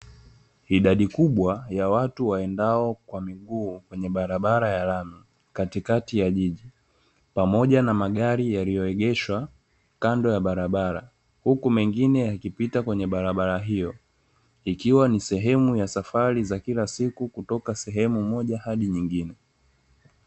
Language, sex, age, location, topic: Swahili, male, 18-24, Dar es Salaam, government